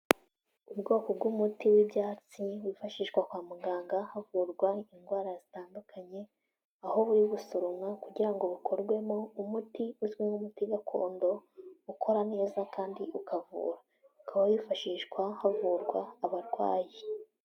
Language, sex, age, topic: Kinyarwanda, female, 18-24, health